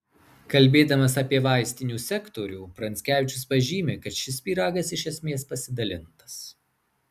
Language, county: Lithuanian, Marijampolė